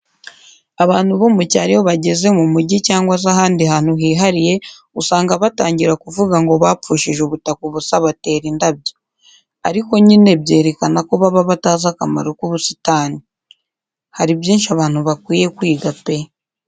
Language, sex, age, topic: Kinyarwanda, female, 18-24, education